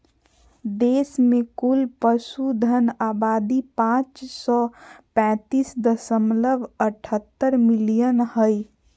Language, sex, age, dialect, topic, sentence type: Magahi, female, 25-30, Southern, agriculture, statement